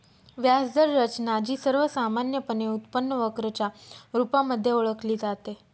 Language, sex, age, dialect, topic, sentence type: Marathi, female, 25-30, Northern Konkan, banking, statement